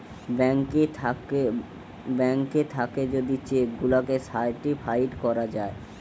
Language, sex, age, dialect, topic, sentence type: Bengali, male, <18, Western, banking, statement